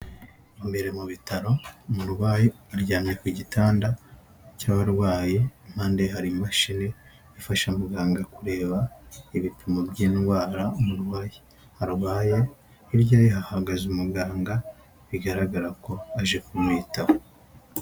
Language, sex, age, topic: Kinyarwanda, male, 18-24, health